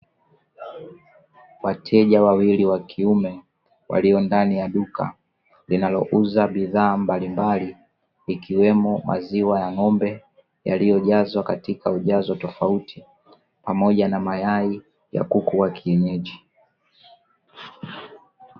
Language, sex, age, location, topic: Swahili, male, 25-35, Dar es Salaam, finance